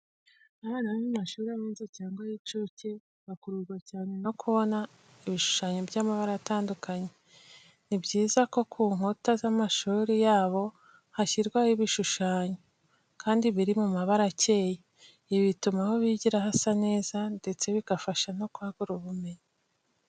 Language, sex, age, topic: Kinyarwanda, female, 25-35, education